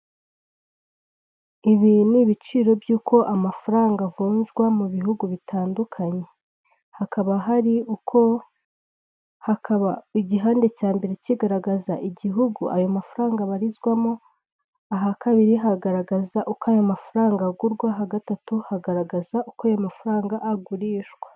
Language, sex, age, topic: Kinyarwanda, female, 25-35, finance